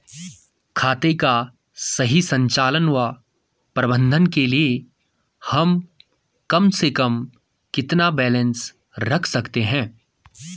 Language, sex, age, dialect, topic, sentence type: Hindi, male, 18-24, Garhwali, banking, question